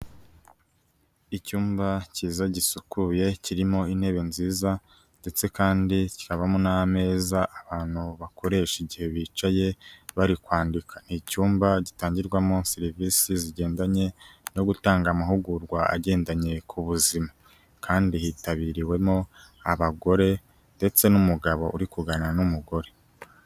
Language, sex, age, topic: Kinyarwanda, male, 18-24, health